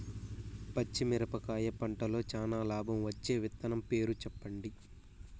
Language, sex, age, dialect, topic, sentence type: Telugu, male, 41-45, Southern, agriculture, question